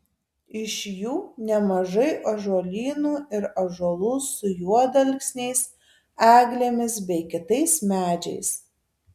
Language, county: Lithuanian, Tauragė